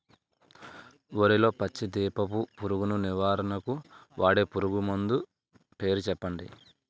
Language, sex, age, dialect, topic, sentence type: Telugu, male, 25-30, Utterandhra, agriculture, question